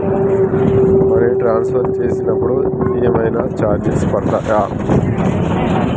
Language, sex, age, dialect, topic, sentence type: Telugu, male, 31-35, Telangana, banking, question